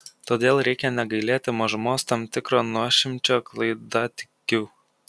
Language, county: Lithuanian, Kaunas